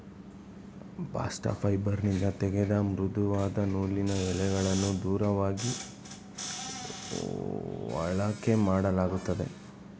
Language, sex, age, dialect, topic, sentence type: Kannada, male, 25-30, Mysore Kannada, agriculture, statement